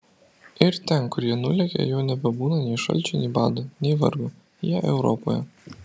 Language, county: Lithuanian, Vilnius